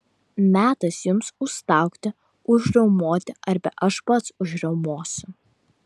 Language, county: Lithuanian, Vilnius